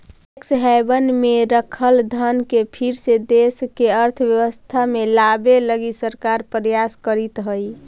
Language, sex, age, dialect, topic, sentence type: Magahi, female, 46-50, Central/Standard, banking, statement